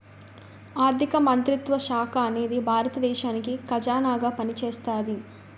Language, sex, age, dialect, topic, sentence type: Telugu, female, 18-24, Utterandhra, banking, statement